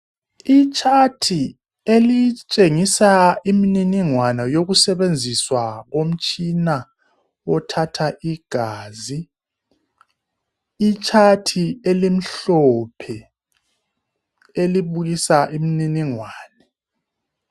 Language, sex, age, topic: North Ndebele, male, 36-49, health